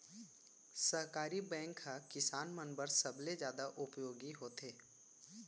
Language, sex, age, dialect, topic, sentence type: Chhattisgarhi, male, 18-24, Central, banking, statement